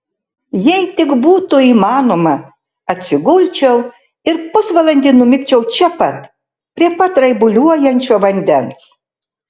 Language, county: Lithuanian, Tauragė